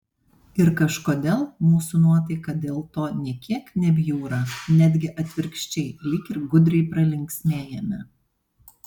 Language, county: Lithuanian, Panevėžys